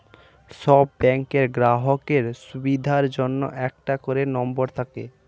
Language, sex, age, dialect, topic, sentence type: Bengali, male, 18-24, Standard Colloquial, banking, statement